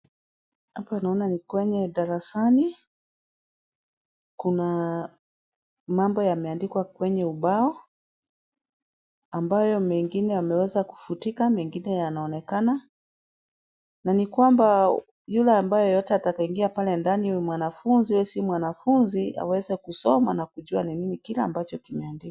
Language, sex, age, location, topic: Swahili, female, 36-49, Kisumu, education